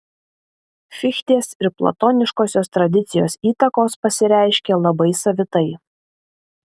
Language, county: Lithuanian, Vilnius